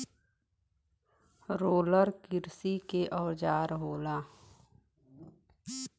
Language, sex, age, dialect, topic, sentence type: Bhojpuri, female, <18, Western, agriculture, statement